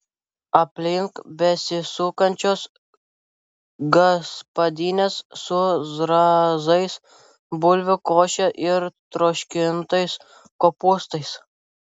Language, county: Lithuanian, Vilnius